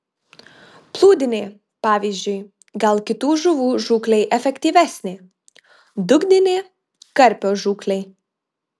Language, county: Lithuanian, Marijampolė